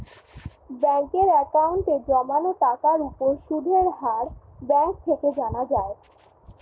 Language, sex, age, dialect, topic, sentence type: Bengali, female, <18, Standard Colloquial, banking, statement